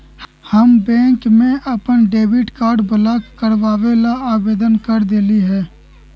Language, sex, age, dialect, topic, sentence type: Magahi, male, 18-24, Western, banking, statement